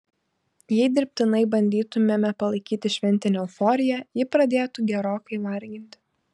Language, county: Lithuanian, Šiauliai